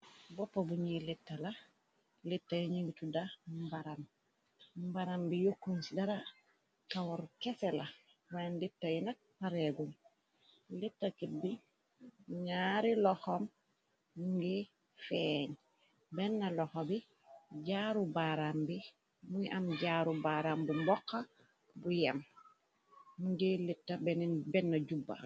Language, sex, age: Wolof, female, 36-49